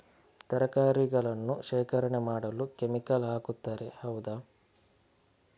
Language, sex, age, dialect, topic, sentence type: Kannada, male, 41-45, Coastal/Dakshin, agriculture, question